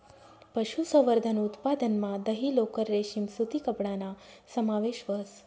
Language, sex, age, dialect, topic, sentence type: Marathi, female, 18-24, Northern Konkan, agriculture, statement